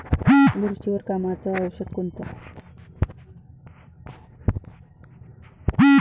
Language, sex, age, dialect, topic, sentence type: Marathi, female, 25-30, Varhadi, agriculture, question